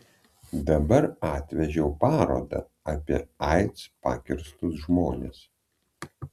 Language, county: Lithuanian, Vilnius